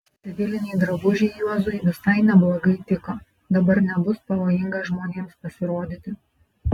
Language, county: Lithuanian, Panevėžys